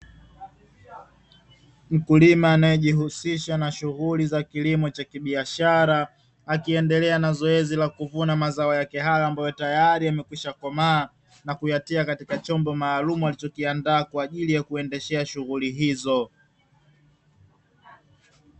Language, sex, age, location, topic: Swahili, male, 25-35, Dar es Salaam, agriculture